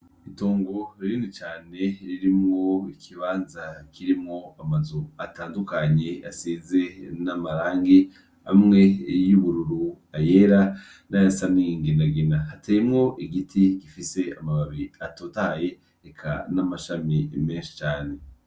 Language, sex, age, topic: Rundi, male, 25-35, education